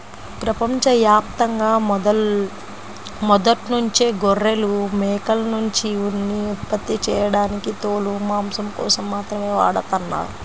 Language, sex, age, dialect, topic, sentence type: Telugu, female, 25-30, Central/Coastal, agriculture, statement